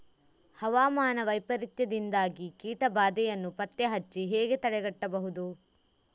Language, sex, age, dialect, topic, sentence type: Kannada, female, 31-35, Coastal/Dakshin, agriculture, question